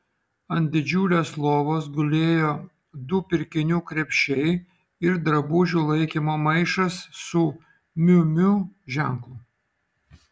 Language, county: Lithuanian, Vilnius